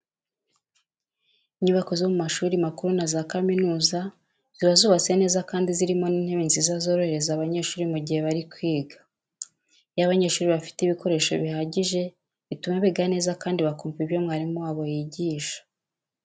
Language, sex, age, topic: Kinyarwanda, female, 36-49, education